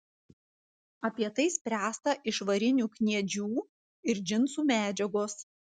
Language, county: Lithuanian, Vilnius